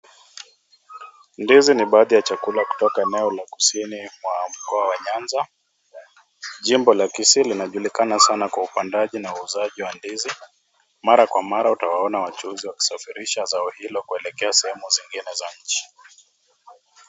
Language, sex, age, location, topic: Swahili, male, 25-35, Kisumu, agriculture